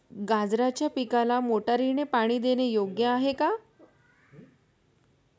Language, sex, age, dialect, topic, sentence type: Marathi, female, 31-35, Standard Marathi, agriculture, question